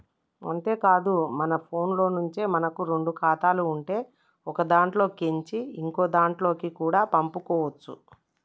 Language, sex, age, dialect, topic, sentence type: Telugu, female, 18-24, Telangana, banking, statement